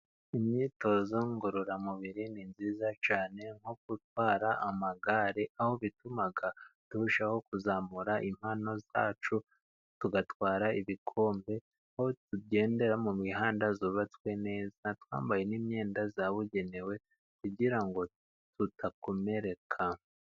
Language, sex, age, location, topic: Kinyarwanda, male, 36-49, Musanze, government